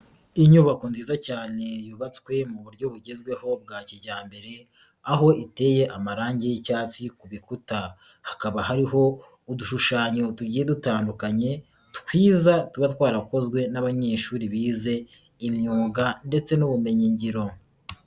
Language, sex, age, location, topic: Kinyarwanda, female, 18-24, Nyagatare, education